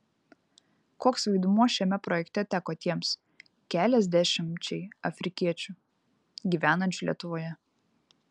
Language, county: Lithuanian, Vilnius